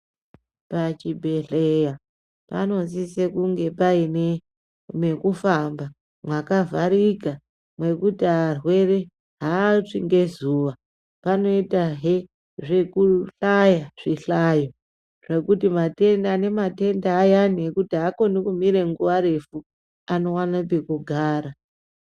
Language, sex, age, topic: Ndau, male, 18-24, health